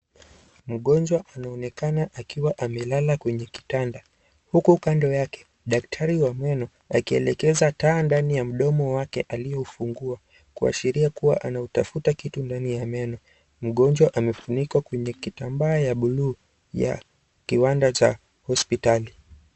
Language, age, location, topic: Swahili, 18-24, Kisii, health